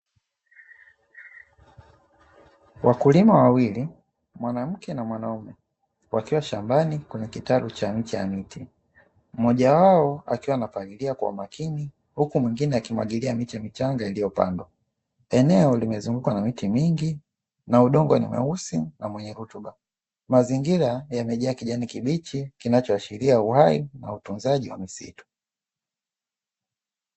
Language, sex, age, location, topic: Swahili, male, 25-35, Dar es Salaam, agriculture